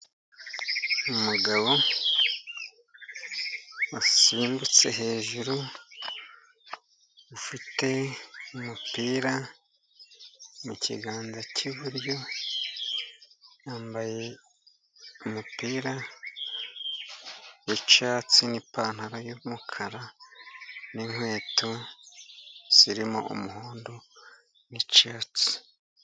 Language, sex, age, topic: Kinyarwanda, male, 50+, government